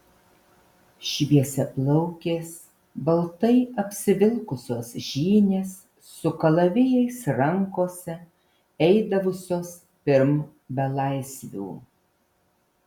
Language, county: Lithuanian, Vilnius